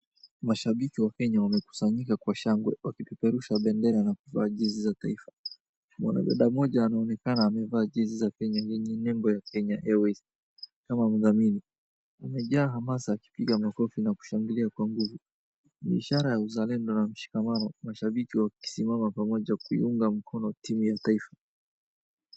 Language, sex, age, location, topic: Swahili, male, 25-35, Wajir, government